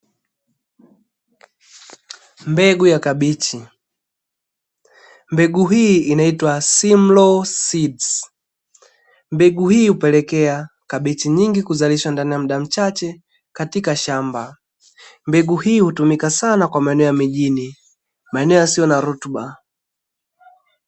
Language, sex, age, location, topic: Swahili, male, 18-24, Dar es Salaam, agriculture